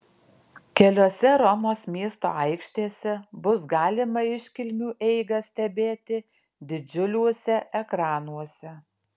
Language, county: Lithuanian, Alytus